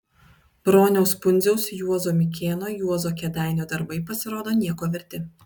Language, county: Lithuanian, Vilnius